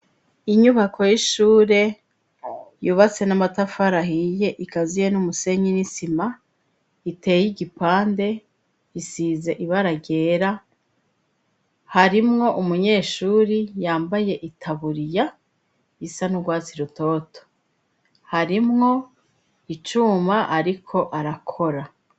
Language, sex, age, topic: Rundi, female, 36-49, education